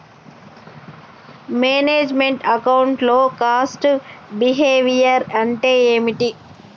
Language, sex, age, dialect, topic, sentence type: Telugu, female, 31-35, Telangana, banking, question